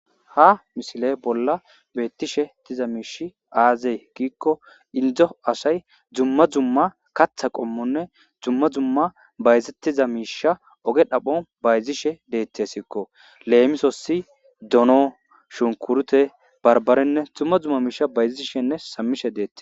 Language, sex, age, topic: Gamo, male, 25-35, agriculture